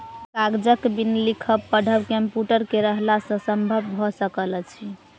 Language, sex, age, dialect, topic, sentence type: Maithili, male, 25-30, Southern/Standard, agriculture, statement